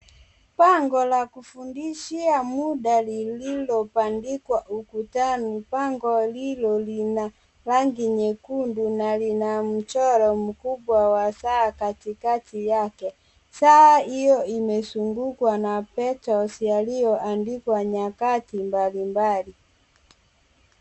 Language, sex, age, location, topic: Swahili, female, 36-49, Kisumu, education